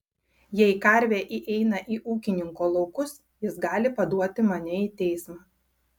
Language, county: Lithuanian, Klaipėda